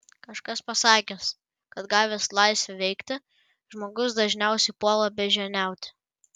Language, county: Lithuanian, Panevėžys